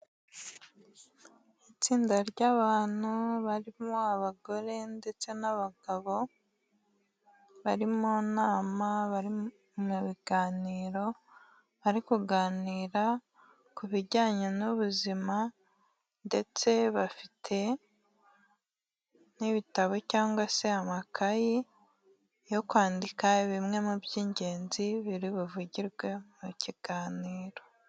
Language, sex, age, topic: Kinyarwanda, female, 18-24, health